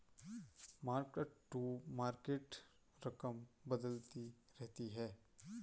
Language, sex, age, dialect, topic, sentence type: Hindi, male, 25-30, Garhwali, banking, statement